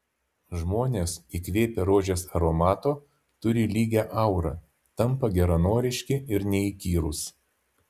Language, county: Lithuanian, Vilnius